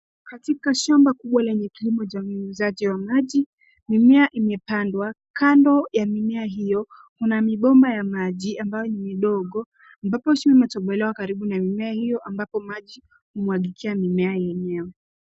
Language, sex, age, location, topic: Swahili, female, 18-24, Nairobi, agriculture